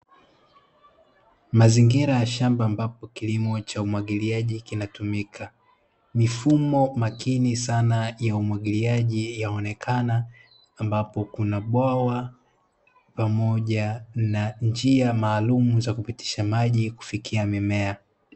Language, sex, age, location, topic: Swahili, male, 18-24, Dar es Salaam, agriculture